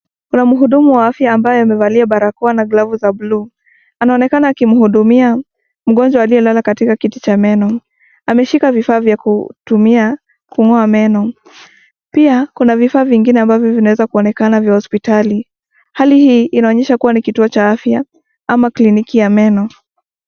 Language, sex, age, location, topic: Swahili, female, 18-24, Nakuru, health